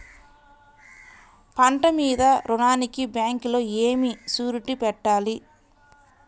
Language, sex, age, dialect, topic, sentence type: Telugu, female, 25-30, Central/Coastal, banking, question